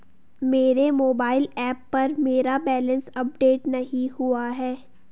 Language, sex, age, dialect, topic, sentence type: Hindi, female, 18-24, Garhwali, banking, statement